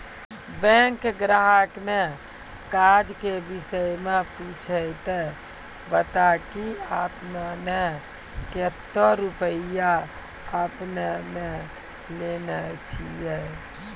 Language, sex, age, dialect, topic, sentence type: Maithili, male, 60-100, Angika, banking, question